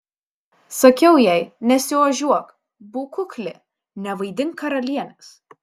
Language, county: Lithuanian, Šiauliai